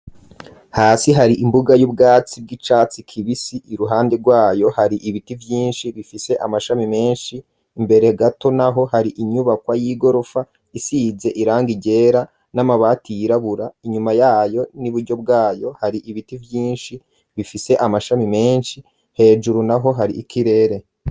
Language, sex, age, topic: Rundi, male, 25-35, education